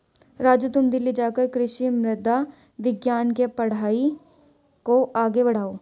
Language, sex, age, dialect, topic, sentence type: Hindi, female, 18-24, Hindustani Malvi Khadi Boli, agriculture, statement